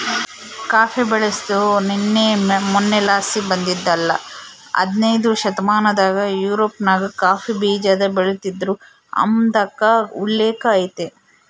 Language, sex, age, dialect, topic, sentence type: Kannada, female, 18-24, Central, agriculture, statement